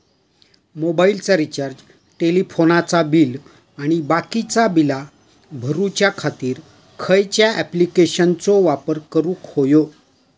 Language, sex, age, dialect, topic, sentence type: Marathi, male, 60-100, Southern Konkan, banking, question